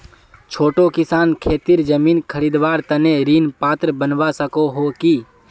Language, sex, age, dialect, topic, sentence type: Magahi, male, 18-24, Northeastern/Surjapuri, agriculture, statement